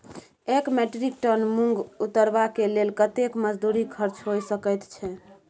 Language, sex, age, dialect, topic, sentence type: Maithili, female, 25-30, Bajjika, agriculture, question